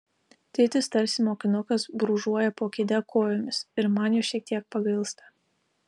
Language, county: Lithuanian, Alytus